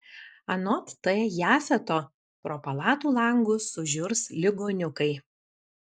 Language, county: Lithuanian, Alytus